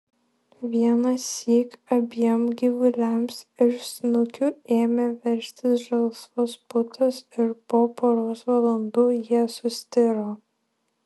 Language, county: Lithuanian, Vilnius